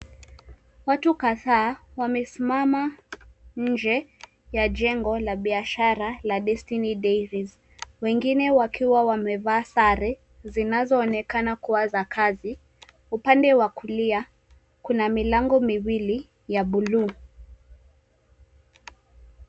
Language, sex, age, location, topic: Swahili, female, 18-24, Mombasa, agriculture